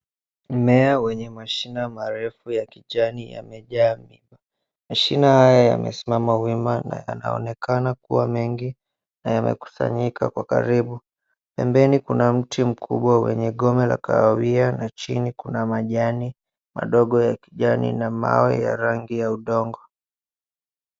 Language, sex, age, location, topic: Swahili, male, 18-24, Mombasa, agriculture